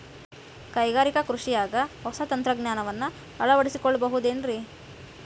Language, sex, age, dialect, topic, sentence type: Kannada, female, 18-24, Dharwad Kannada, agriculture, question